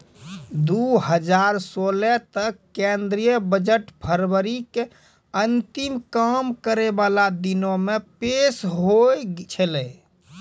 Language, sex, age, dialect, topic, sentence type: Maithili, male, 25-30, Angika, banking, statement